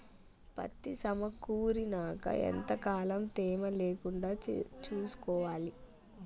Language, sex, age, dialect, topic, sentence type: Telugu, female, 25-30, Telangana, agriculture, question